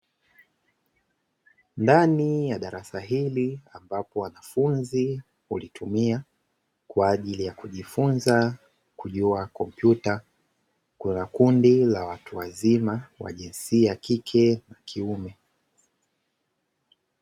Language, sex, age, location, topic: Swahili, male, 18-24, Dar es Salaam, education